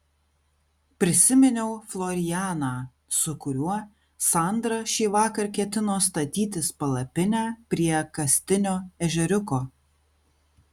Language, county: Lithuanian, Kaunas